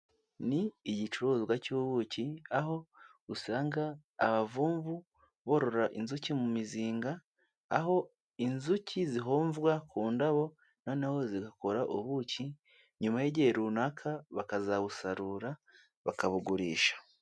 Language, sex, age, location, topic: Kinyarwanda, male, 18-24, Kigali, health